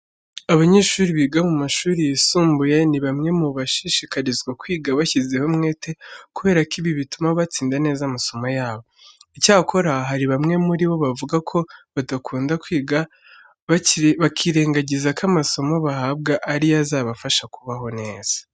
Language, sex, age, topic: Kinyarwanda, female, 36-49, education